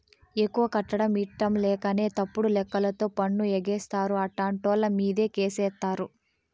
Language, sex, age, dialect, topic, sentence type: Telugu, female, 18-24, Southern, banking, statement